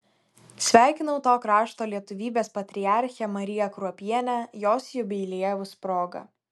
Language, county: Lithuanian, Kaunas